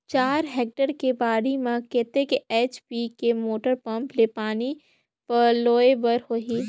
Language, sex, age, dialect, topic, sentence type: Chhattisgarhi, female, 18-24, Northern/Bhandar, agriculture, question